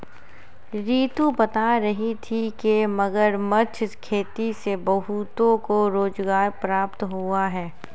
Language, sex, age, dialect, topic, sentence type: Hindi, female, 18-24, Marwari Dhudhari, agriculture, statement